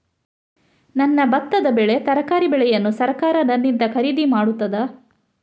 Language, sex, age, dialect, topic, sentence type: Kannada, female, 31-35, Coastal/Dakshin, agriculture, question